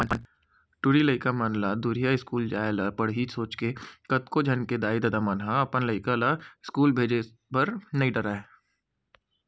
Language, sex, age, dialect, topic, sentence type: Chhattisgarhi, male, 18-24, Western/Budati/Khatahi, banking, statement